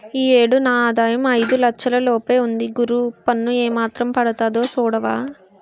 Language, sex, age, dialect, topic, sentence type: Telugu, female, 18-24, Utterandhra, banking, statement